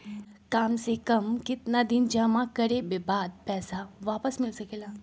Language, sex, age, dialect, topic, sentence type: Magahi, female, 25-30, Western, banking, question